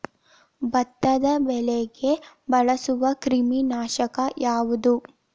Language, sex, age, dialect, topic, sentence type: Kannada, female, 18-24, Dharwad Kannada, agriculture, question